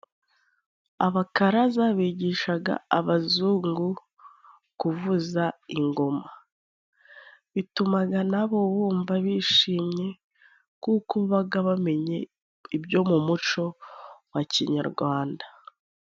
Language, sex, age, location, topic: Kinyarwanda, female, 25-35, Musanze, government